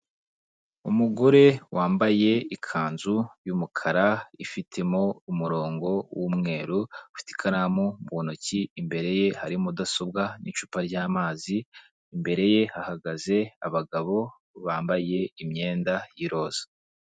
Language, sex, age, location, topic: Kinyarwanda, male, 18-24, Kigali, government